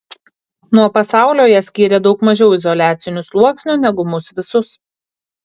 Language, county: Lithuanian, Kaunas